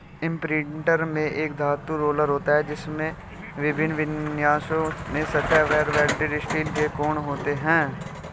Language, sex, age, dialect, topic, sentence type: Hindi, male, 25-30, Hindustani Malvi Khadi Boli, agriculture, statement